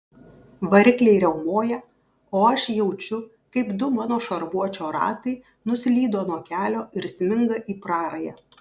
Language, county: Lithuanian, Kaunas